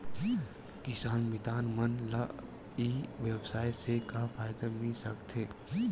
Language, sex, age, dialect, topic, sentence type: Chhattisgarhi, male, 18-24, Western/Budati/Khatahi, agriculture, question